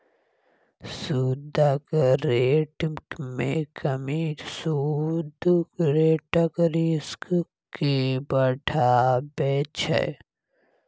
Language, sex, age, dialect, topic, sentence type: Maithili, male, 18-24, Bajjika, banking, statement